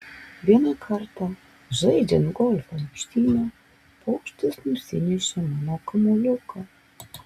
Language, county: Lithuanian, Alytus